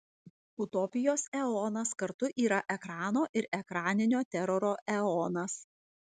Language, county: Lithuanian, Vilnius